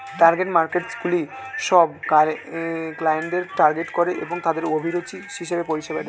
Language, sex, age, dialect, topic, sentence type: Bengali, male, 18-24, Standard Colloquial, banking, statement